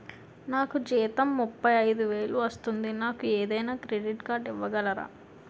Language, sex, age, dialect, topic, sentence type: Telugu, female, 18-24, Utterandhra, banking, question